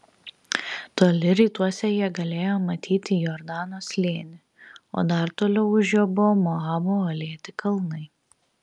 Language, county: Lithuanian, Vilnius